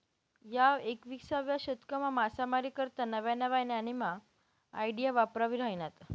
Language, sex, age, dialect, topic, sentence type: Marathi, female, 18-24, Northern Konkan, agriculture, statement